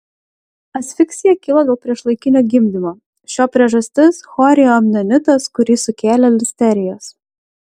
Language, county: Lithuanian, Klaipėda